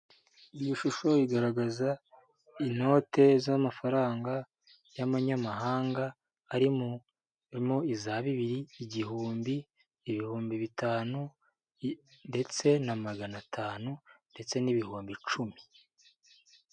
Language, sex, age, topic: Kinyarwanda, male, 18-24, finance